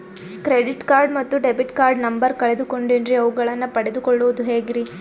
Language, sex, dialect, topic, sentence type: Kannada, female, Northeastern, banking, question